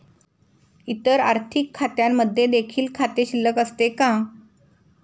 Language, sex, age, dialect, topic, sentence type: Marathi, female, 51-55, Standard Marathi, banking, question